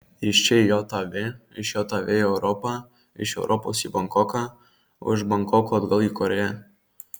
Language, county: Lithuanian, Marijampolė